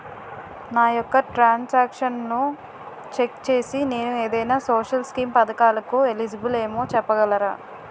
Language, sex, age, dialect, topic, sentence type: Telugu, female, 18-24, Utterandhra, banking, question